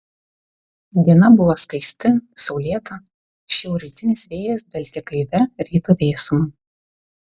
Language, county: Lithuanian, Vilnius